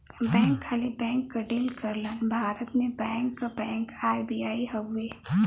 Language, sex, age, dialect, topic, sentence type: Bhojpuri, male, 18-24, Western, banking, statement